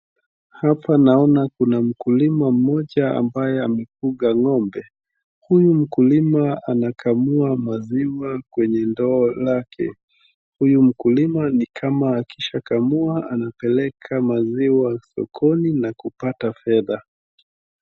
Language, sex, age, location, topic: Swahili, male, 25-35, Wajir, agriculture